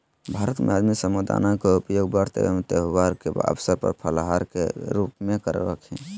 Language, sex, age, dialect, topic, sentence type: Magahi, male, 36-40, Southern, agriculture, statement